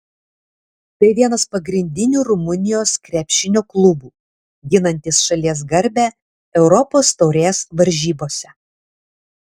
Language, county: Lithuanian, Alytus